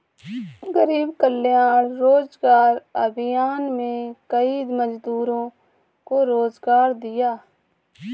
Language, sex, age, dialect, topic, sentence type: Hindi, female, 25-30, Kanauji Braj Bhasha, banking, statement